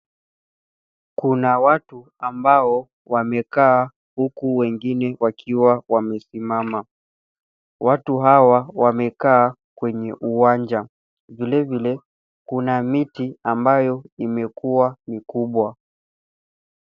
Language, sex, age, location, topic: Swahili, male, 25-35, Nairobi, education